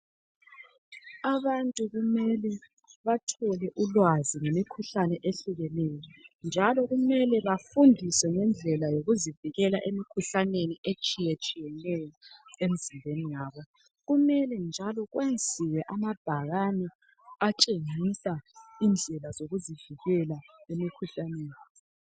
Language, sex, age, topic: North Ndebele, female, 25-35, health